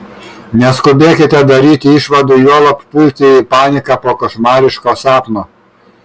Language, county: Lithuanian, Kaunas